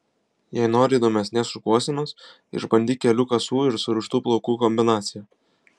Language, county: Lithuanian, Vilnius